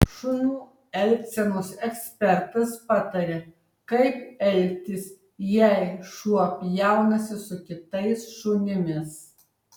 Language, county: Lithuanian, Tauragė